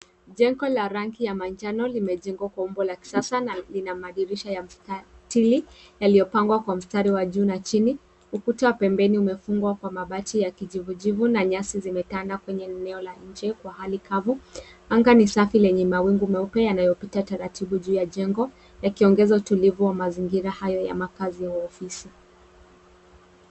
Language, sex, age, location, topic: Swahili, female, 36-49, Nairobi, finance